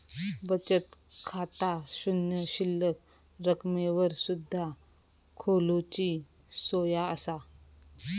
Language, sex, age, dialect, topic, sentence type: Marathi, male, 31-35, Southern Konkan, banking, statement